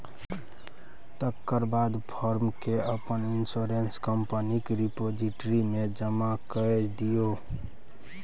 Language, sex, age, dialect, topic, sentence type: Maithili, male, 18-24, Bajjika, banking, statement